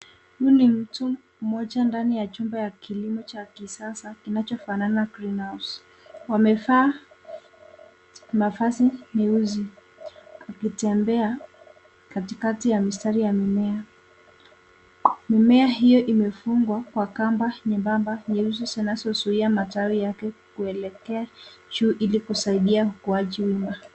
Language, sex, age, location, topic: Swahili, female, 18-24, Nairobi, agriculture